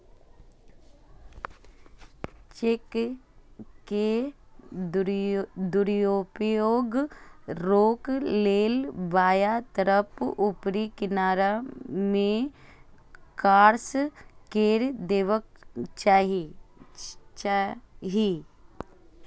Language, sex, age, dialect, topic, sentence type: Maithili, female, 25-30, Eastern / Thethi, banking, statement